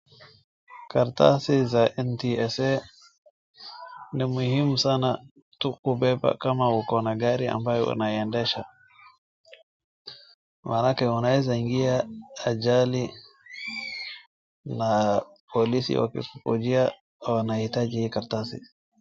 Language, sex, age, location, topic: Swahili, male, 18-24, Wajir, finance